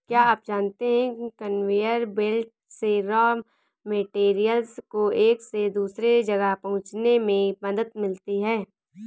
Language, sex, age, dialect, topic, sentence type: Hindi, male, 25-30, Awadhi Bundeli, agriculture, statement